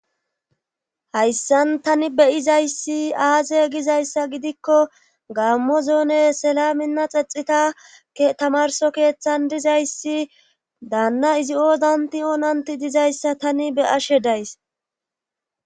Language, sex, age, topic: Gamo, female, 36-49, government